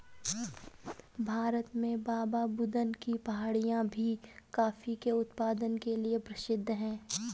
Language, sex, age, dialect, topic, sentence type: Hindi, female, 25-30, Awadhi Bundeli, agriculture, statement